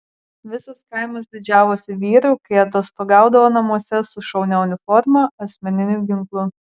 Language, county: Lithuanian, Marijampolė